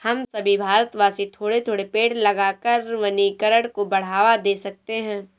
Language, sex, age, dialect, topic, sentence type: Hindi, female, 18-24, Awadhi Bundeli, agriculture, statement